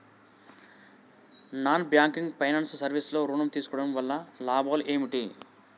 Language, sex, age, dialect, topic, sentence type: Telugu, male, 41-45, Telangana, banking, question